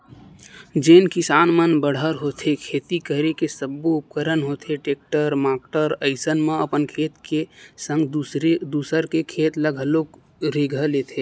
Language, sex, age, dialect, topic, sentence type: Chhattisgarhi, male, 18-24, Western/Budati/Khatahi, banking, statement